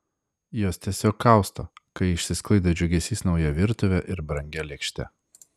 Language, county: Lithuanian, Klaipėda